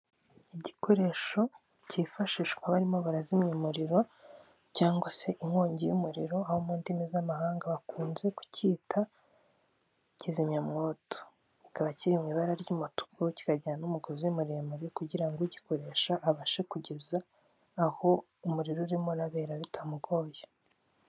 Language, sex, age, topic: Kinyarwanda, female, 18-24, government